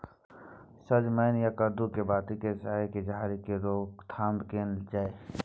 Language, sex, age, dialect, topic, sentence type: Maithili, male, 18-24, Bajjika, agriculture, question